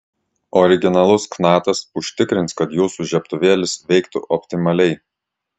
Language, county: Lithuanian, Klaipėda